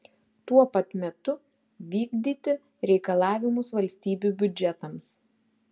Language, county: Lithuanian, Klaipėda